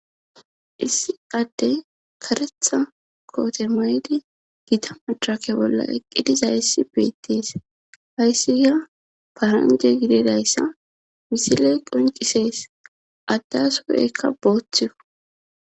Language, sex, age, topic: Gamo, female, 18-24, government